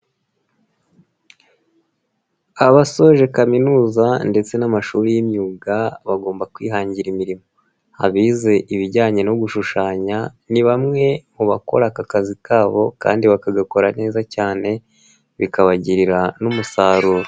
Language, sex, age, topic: Kinyarwanda, male, 25-35, education